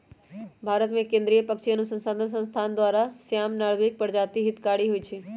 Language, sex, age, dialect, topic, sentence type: Magahi, female, 18-24, Western, agriculture, statement